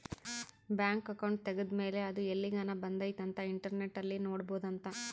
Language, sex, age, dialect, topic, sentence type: Kannada, female, 25-30, Central, banking, statement